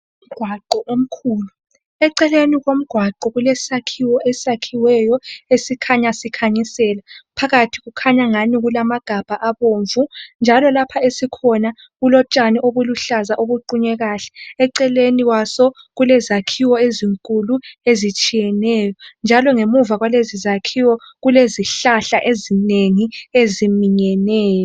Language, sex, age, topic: North Ndebele, female, 18-24, education